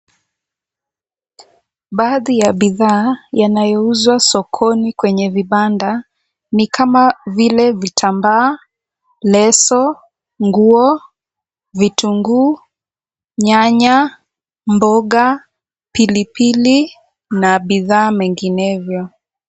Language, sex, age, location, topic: Swahili, female, 18-24, Kisumu, finance